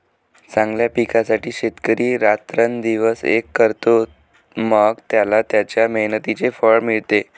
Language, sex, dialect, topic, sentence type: Marathi, male, Varhadi, agriculture, statement